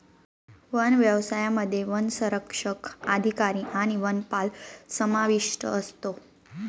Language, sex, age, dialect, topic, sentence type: Marathi, female, 25-30, Northern Konkan, agriculture, statement